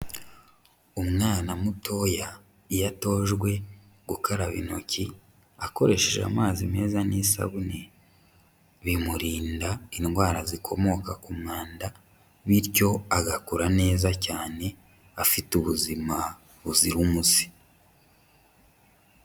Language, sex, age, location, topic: Kinyarwanda, male, 25-35, Huye, health